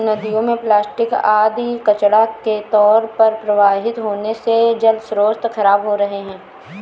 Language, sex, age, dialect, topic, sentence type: Hindi, female, 18-24, Awadhi Bundeli, agriculture, statement